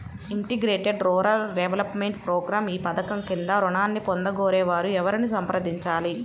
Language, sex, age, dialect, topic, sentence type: Telugu, female, 25-30, Central/Coastal, agriculture, question